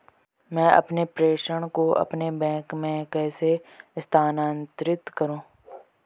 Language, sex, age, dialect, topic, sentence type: Hindi, male, 18-24, Hindustani Malvi Khadi Boli, banking, question